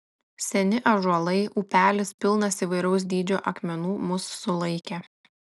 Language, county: Lithuanian, Klaipėda